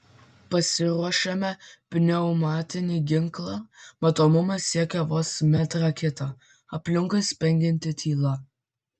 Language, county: Lithuanian, Vilnius